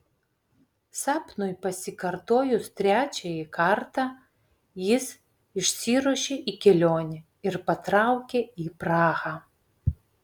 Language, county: Lithuanian, Vilnius